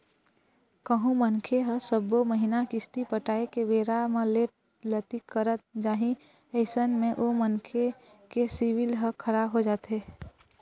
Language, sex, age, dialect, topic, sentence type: Chhattisgarhi, female, 25-30, Eastern, banking, statement